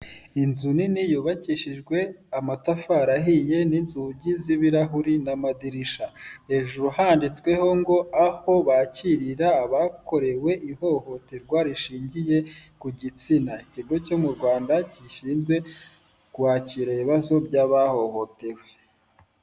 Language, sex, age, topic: Kinyarwanda, male, 18-24, health